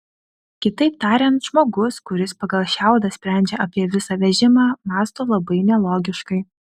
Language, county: Lithuanian, Šiauliai